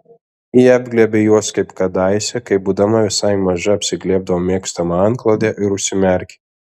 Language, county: Lithuanian, Alytus